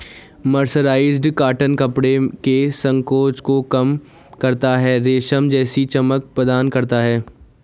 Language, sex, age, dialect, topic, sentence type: Hindi, male, 41-45, Garhwali, agriculture, statement